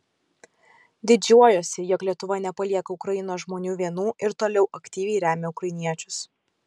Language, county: Lithuanian, Kaunas